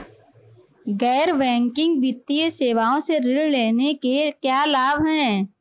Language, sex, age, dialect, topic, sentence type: Hindi, female, 25-30, Marwari Dhudhari, banking, question